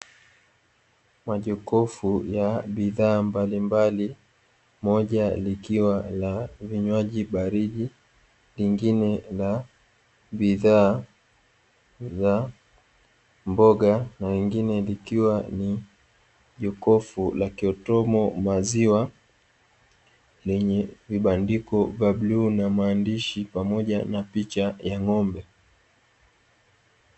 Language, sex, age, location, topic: Swahili, male, 18-24, Dar es Salaam, finance